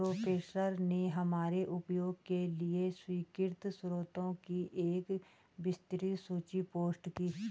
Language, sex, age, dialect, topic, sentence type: Hindi, female, 36-40, Garhwali, banking, statement